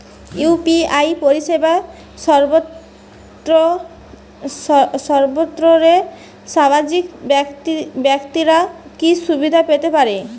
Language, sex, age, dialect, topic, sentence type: Bengali, female, 18-24, Western, banking, question